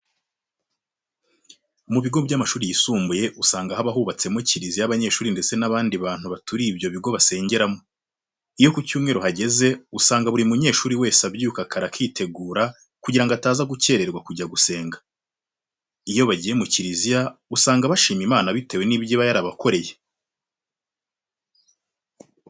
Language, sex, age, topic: Kinyarwanda, male, 25-35, education